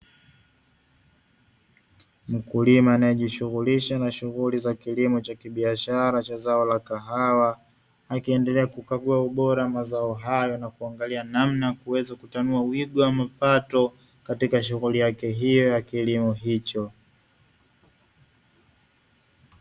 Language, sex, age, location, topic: Swahili, male, 25-35, Dar es Salaam, agriculture